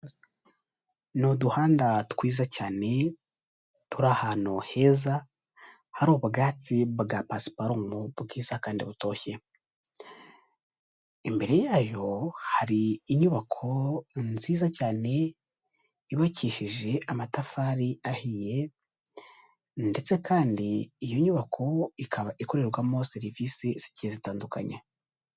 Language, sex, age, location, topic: Kinyarwanda, male, 18-24, Huye, health